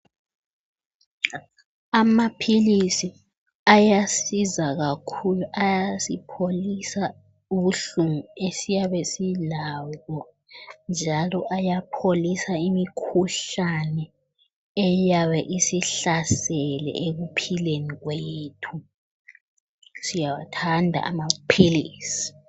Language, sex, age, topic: North Ndebele, female, 36-49, health